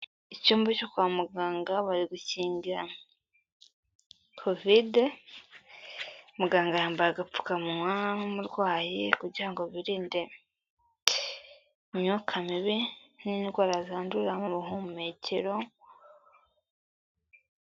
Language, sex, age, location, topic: Kinyarwanda, female, 18-24, Kigali, health